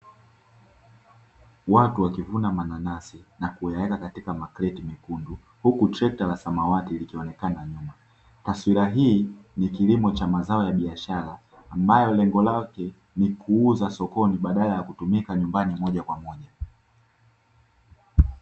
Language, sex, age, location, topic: Swahili, male, 18-24, Dar es Salaam, agriculture